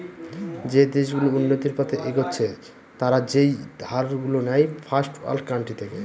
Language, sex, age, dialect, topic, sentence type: Bengali, male, 25-30, Northern/Varendri, banking, statement